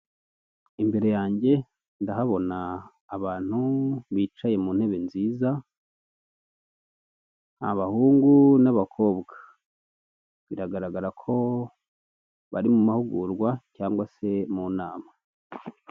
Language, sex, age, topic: Kinyarwanda, male, 25-35, government